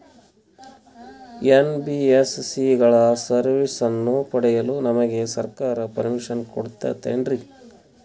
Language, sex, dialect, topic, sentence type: Kannada, male, Northeastern, banking, question